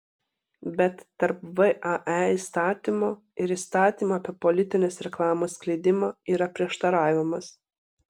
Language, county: Lithuanian, Panevėžys